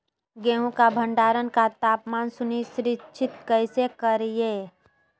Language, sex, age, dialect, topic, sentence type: Magahi, female, 31-35, Southern, agriculture, question